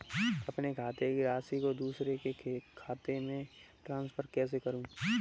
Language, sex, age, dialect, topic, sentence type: Hindi, male, 18-24, Kanauji Braj Bhasha, banking, question